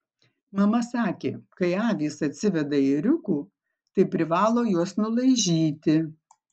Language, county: Lithuanian, Marijampolė